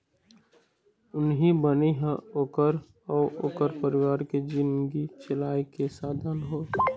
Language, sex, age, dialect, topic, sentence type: Chhattisgarhi, male, 25-30, Eastern, agriculture, statement